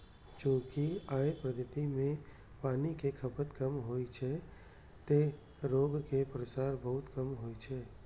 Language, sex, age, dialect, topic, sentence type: Maithili, male, 31-35, Eastern / Thethi, agriculture, statement